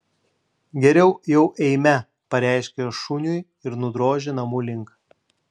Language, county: Lithuanian, Klaipėda